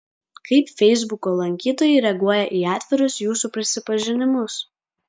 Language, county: Lithuanian, Kaunas